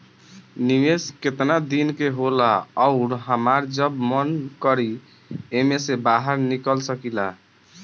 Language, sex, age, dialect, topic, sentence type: Bhojpuri, male, 60-100, Northern, banking, question